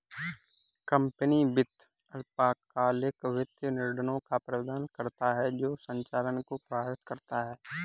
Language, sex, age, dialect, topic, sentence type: Hindi, male, 18-24, Kanauji Braj Bhasha, banking, statement